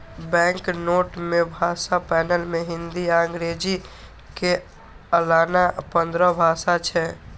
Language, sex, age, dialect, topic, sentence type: Maithili, male, 18-24, Eastern / Thethi, banking, statement